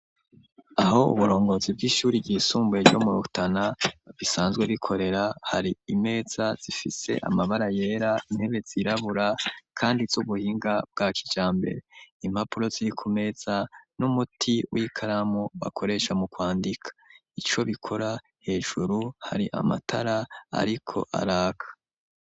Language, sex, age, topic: Rundi, male, 25-35, education